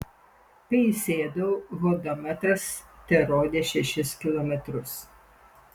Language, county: Lithuanian, Panevėžys